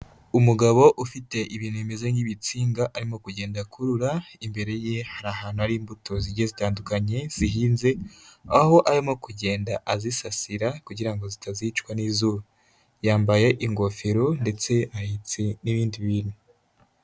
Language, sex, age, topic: Kinyarwanda, male, 25-35, agriculture